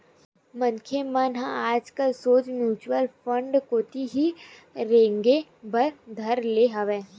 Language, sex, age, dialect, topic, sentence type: Chhattisgarhi, female, 18-24, Western/Budati/Khatahi, banking, statement